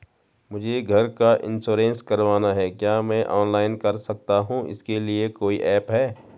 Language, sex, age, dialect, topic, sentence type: Hindi, male, 36-40, Garhwali, banking, question